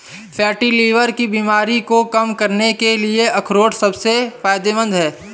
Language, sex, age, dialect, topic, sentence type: Hindi, male, 51-55, Awadhi Bundeli, agriculture, statement